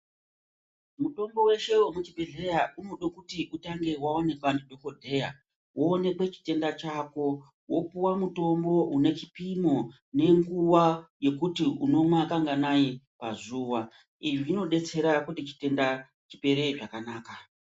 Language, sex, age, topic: Ndau, male, 36-49, health